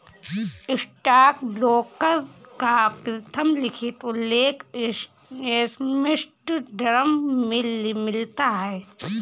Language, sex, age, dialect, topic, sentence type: Hindi, female, 25-30, Kanauji Braj Bhasha, banking, statement